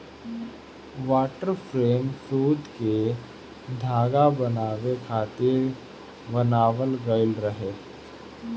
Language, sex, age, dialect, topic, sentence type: Bhojpuri, male, 31-35, Northern, agriculture, statement